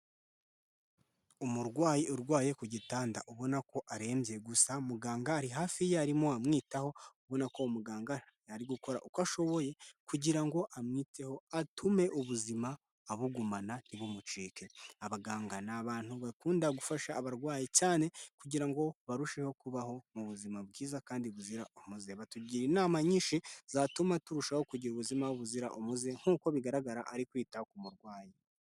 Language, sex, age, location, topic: Kinyarwanda, male, 18-24, Kigali, health